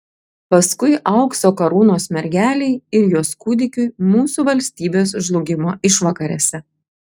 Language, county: Lithuanian, Klaipėda